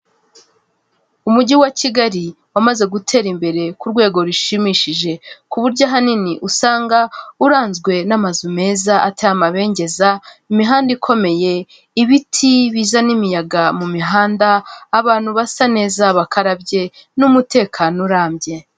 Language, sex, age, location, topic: Kinyarwanda, female, 25-35, Kigali, government